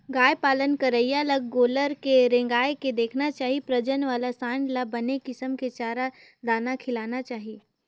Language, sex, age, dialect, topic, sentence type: Chhattisgarhi, female, 18-24, Northern/Bhandar, agriculture, statement